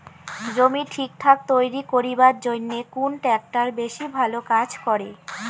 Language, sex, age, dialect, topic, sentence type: Bengali, female, 18-24, Rajbangshi, agriculture, question